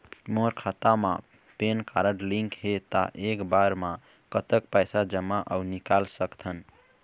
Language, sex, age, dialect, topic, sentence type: Chhattisgarhi, male, 31-35, Eastern, banking, question